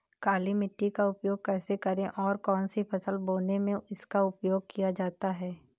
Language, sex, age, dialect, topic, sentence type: Hindi, female, 18-24, Awadhi Bundeli, agriculture, question